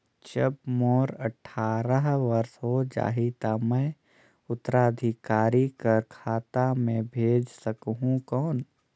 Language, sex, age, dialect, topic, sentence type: Chhattisgarhi, male, 18-24, Northern/Bhandar, banking, question